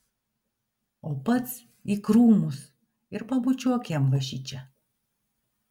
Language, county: Lithuanian, Vilnius